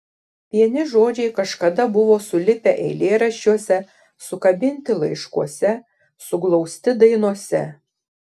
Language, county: Lithuanian, Šiauliai